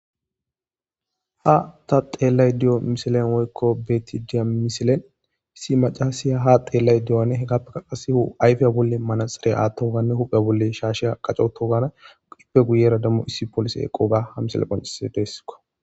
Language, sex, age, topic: Gamo, male, 18-24, government